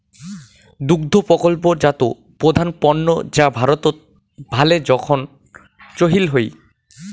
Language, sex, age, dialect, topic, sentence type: Bengali, male, 18-24, Rajbangshi, agriculture, statement